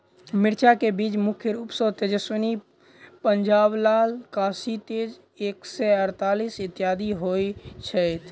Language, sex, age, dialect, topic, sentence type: Maithili, male, 18-24, Southern/Standard, agriculture, question